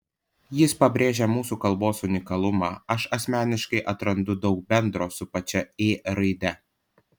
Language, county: Lithuanian, Panevėžys